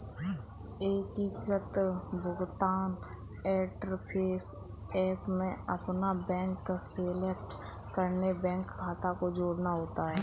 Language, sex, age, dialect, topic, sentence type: Hindi, female, 18-24, Kanauji Braj Bhasha, banking, statement